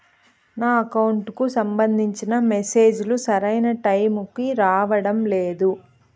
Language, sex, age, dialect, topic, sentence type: Telugu, female, 31-35, Southern, banking, question